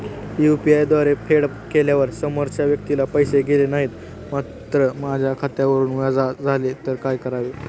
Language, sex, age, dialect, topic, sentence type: Marathi, male, 18-24, Standard Marathi, banking, question